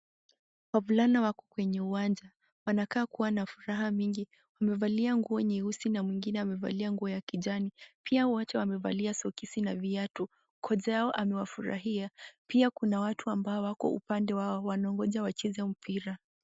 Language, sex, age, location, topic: Swahili, female, 18-24, Kisii, government